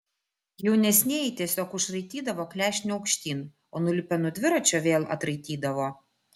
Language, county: Lithuanian, Vilnius